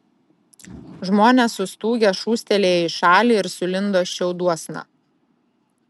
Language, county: Lithuanian, Klaipėda